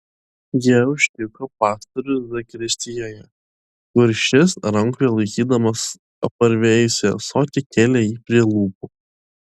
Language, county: Lithuanian, Panevėžys